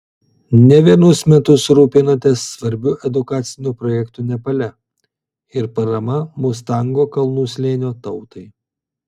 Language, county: Lithuanian, Vilnius